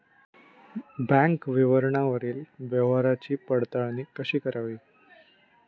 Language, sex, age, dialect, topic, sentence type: Marathi, male, 25-30, Standard Marathi, banking, question